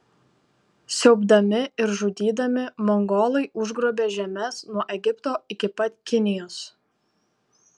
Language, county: Lithuanian, Tauragė